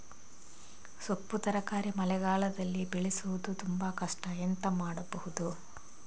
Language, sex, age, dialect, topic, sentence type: Kannada, female, 41-45, Coastal/Dakshin, agriculture, question